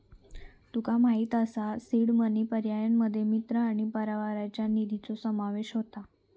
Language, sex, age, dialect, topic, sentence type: Marathi, female, 25-30, Southern Konkan, banking, statement